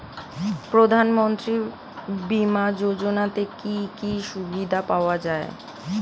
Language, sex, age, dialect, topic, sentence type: Bengali, female, 18-24, Standard Colloquial, banking, question